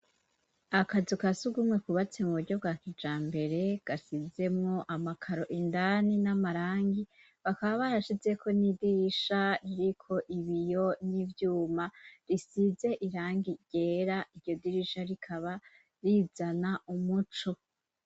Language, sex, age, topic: Rundi, female, 25-35, education